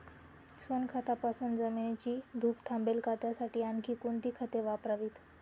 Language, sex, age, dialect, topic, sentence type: Marathi, female, 18-24, Northern Konkan, agriculture, question